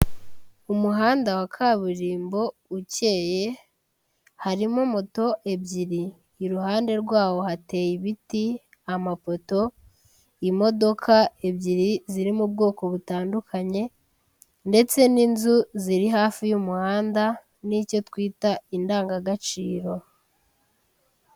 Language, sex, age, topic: Kinyarwanda, female, 18-24, government